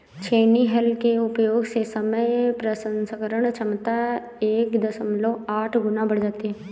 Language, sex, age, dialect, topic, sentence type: Hindi, female, 18-24, Awadhi Bundeli, agriculture, statement